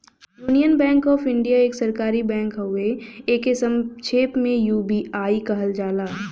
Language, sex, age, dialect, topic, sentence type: Bhojpuri, female, 18-24, Western, banking, statement